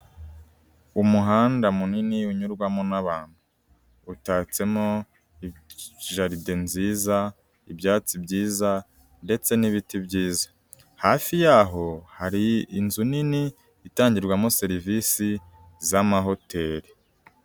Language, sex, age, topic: Kinyarwanda, male, 18-24, government